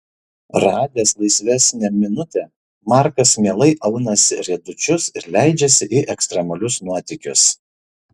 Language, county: Lithuanian, Šiauliai